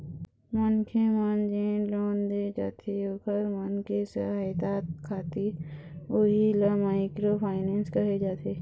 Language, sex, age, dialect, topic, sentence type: Chhattisgarhi, female, 51-55, Eastern, banking, statement